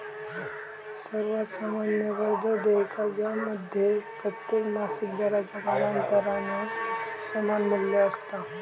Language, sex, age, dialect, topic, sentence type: Marathi, male, 18-24, Southern Konkan, banking, statement